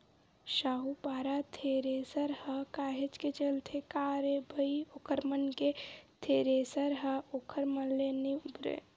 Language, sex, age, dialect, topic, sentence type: Chhattisgarhi, female, 18-24, Western/Budati/Khatahi, banking, statement